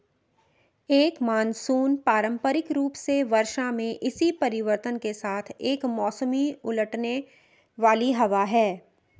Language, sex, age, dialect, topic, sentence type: Hindi, female, 31-35, Marwari Dhudhari, agriculture, statement